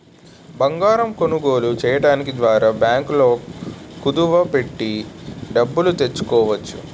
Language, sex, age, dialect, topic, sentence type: Telugu, male, 18-24, Utterandhra, banking, statement